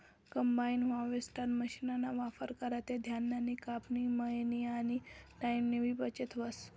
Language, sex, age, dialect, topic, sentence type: Marathi, female, 18-24, Northern Konkan, agriculture, statement